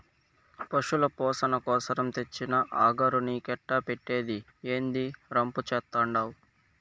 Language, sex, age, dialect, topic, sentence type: Telugu, male, 18-24, Southern, agriculture, statement